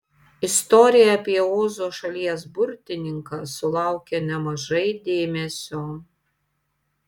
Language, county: Lithuanian, Panevėžys